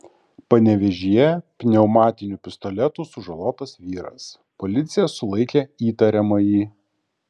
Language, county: Lithuanian, Kaunas